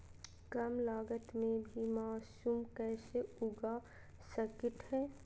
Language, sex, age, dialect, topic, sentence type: Magahi, female, 18-24, Southern, agriculture, question